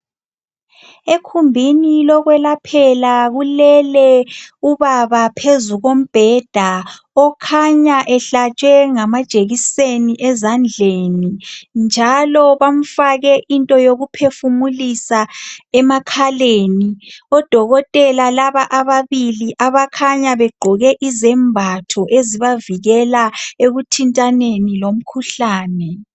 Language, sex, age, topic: North Ndebele, female, 18-24, health